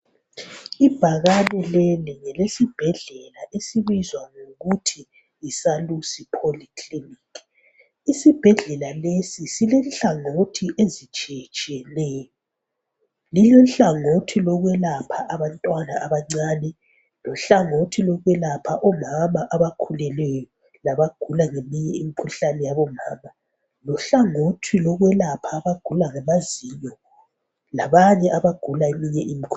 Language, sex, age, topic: North Ndebele, female, 25-35, health